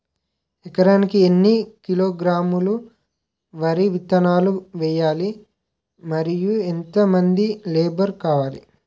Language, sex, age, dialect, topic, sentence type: Telugu, male, 18-24, Utterandhra, agriculture, question